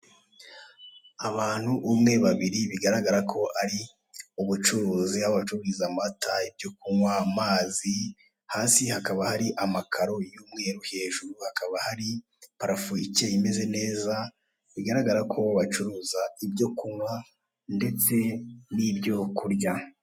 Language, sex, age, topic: Kinyarwanda, male, 18-24, finance